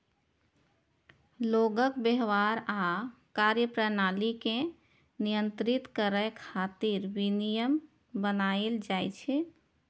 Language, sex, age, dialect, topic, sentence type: Maithili, female, 31-35, Eastern / Thethi, banking, statement